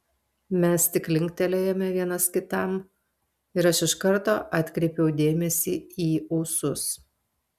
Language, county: Lithuanian, Telšiai